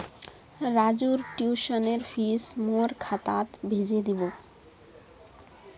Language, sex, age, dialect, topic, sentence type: Magahi, female, 25-30, Northeastern/Surjapuri, banking, statement